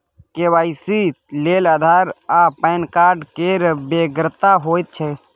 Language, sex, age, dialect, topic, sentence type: Maithili, male, 31-35, Bajjika, banking, statement